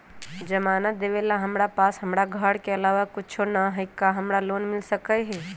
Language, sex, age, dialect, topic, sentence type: Magahi, male, 18-24, Western, banking, question